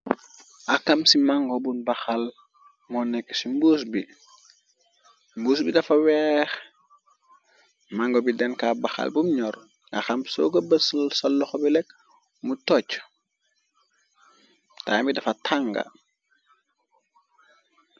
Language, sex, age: Wolof, male, 25-35